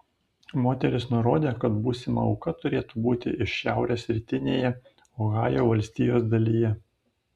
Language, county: Lithuanian, Panevėžys